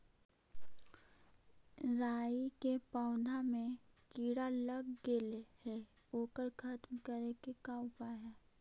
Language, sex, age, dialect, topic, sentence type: Magahi, female, 18-24, Central/Standard, agriculture, question